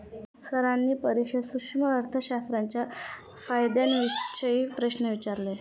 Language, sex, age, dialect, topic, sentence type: Marathi, female, 31-35, Standard Marathi, banking, statement